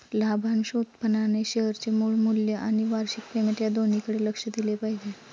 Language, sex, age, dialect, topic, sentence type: Marathi, female, 25-30, Standard Marathi, banking, statement